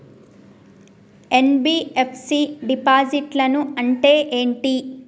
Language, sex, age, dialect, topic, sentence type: Telugu, female, 25-30, Telangana, banking, question